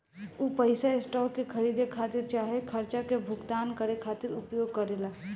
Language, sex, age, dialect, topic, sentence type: Bhojpuri, female, 18-24, Southern / Standard, banking, statement